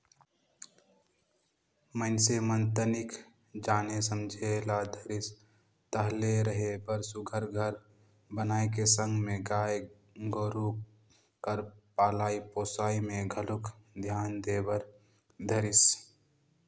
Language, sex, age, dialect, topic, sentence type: Chhattisgarhi, male, 18-24, Northern/Bhandar, agriculture, statement